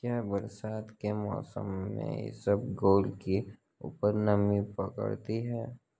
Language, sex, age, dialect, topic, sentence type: Hindi, male, 18-24, Marwari Dhudhari, agriculture, question